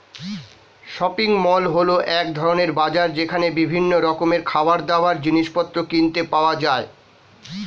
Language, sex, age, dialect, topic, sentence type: Bengali, male, 46-50, Standard Colloquial, agriculture, statement